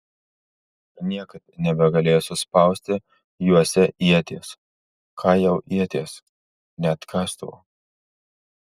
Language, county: Lithuanian, Marijampolė